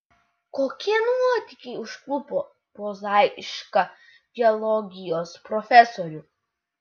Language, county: Lithuanian, Utena